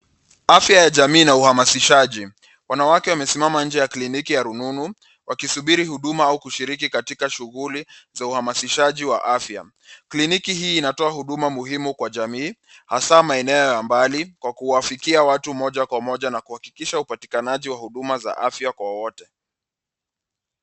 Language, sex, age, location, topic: Swahili, male, 25-35, Nairobi, health